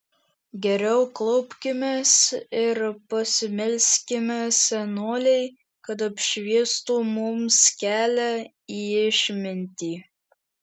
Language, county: Lithuanian, Šiauliai